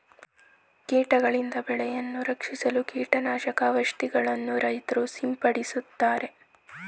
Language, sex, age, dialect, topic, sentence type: Kannada, male, 18-24, Mysore Kannada, agriculture, statement